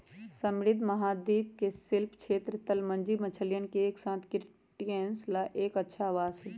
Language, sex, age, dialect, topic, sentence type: Magahi, female, 25-30, Western, agriculture, statement